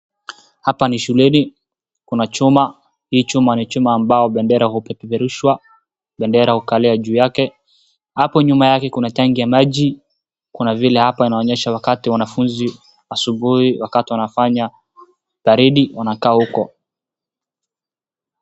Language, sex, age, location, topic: Swahili, female, 36-49, Wajir, education